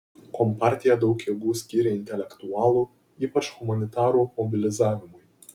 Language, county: Lithuanian, Kaunas